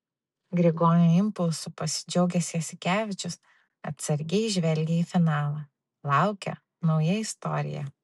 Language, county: Lithuanian, Vilnius